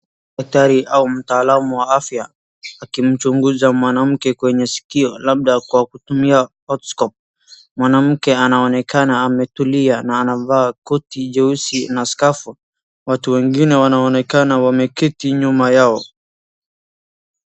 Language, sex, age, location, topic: Swahili, male, 18-24, Wajir, health